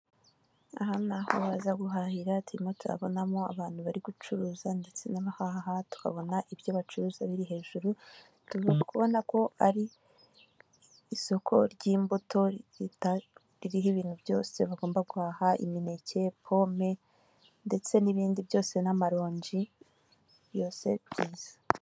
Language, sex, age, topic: Kinyarwanda, female, 18-24, finance